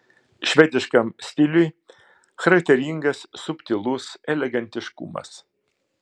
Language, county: Lithuanian, Klaipėda